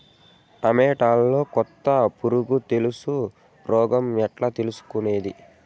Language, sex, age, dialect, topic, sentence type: Telugu, male, 18-24, Southern, agriculture, question